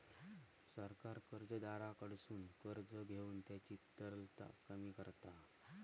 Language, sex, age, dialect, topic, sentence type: Marathi, male, 31-35, Southern Konkan, banking, statement